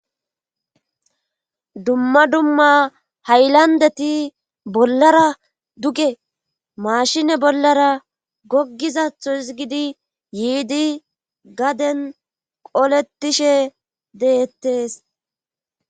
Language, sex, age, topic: Gamo, female, 25-35, government